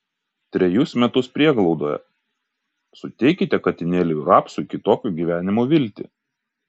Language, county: Lithuanian, Kaunas